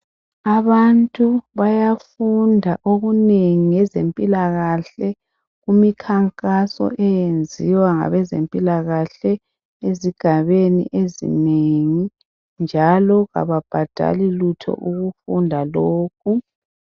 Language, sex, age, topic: North Ndebele, male, 50+, health